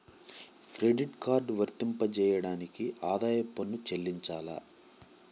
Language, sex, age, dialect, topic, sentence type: Telugu, male, 25-30, Central/Coastal, banking, question